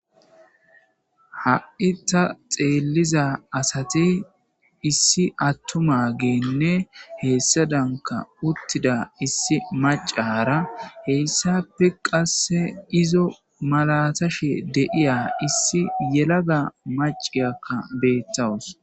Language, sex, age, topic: Gamo, male, 18-24, government